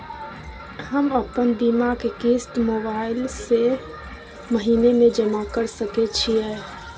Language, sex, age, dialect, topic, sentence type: Maithili, female, 31-35, Bajjika, banking, question